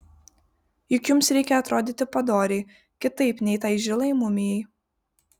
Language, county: Lithuanian, Vilnius